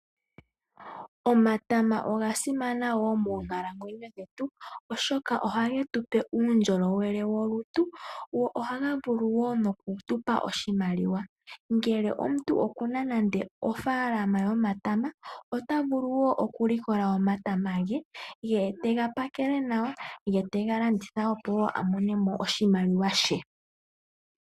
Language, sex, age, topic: Oshiwambo, female, 18-24, agriculture